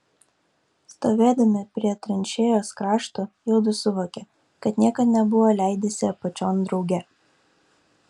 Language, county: Lithuanian, Kaunas